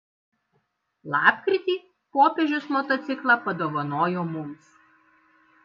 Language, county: Lithuanian, Kaunas